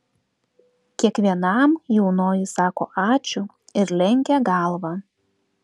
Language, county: Lithuanian, Klaipėda